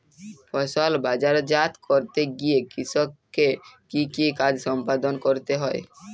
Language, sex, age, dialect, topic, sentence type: Bengali, male, 18-24, Jharkhandi, agriculture, question